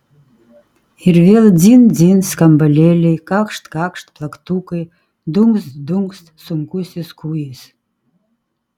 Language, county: Lithuanian, Kaunas